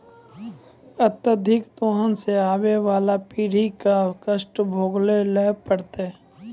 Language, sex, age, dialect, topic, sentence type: Maithili, male, 18-24, Angika, agriculture, statement